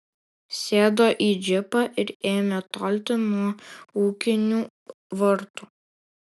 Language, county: Lithuanian, Alytus